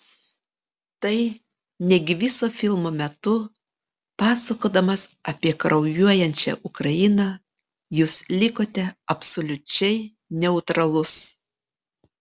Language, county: Lithuanian, Panevėžys